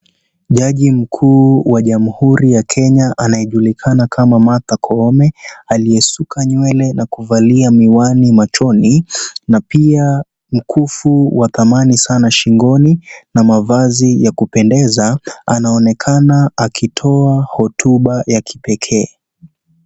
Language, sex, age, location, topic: Swahili, male, 18-24, Kisii, government